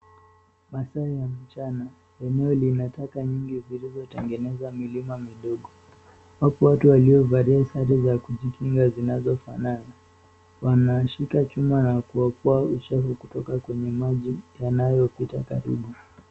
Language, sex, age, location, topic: Swahili, male, 18-24, Nairobi, government